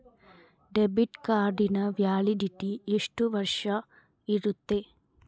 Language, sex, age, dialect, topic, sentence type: Kannada, female, 25-30, Central, banking, question